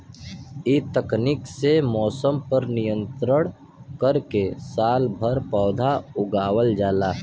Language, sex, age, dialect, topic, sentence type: Bhojpuri, male, 60-100, Western, agriculture, statement